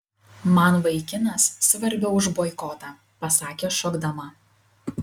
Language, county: Lithuanian, Kaunas